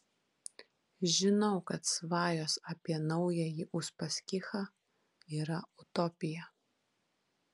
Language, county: Lithuanian, Kaunas